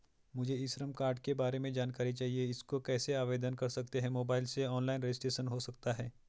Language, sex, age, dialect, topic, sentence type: Hindi, male, 25-30, Garhwali, banking, question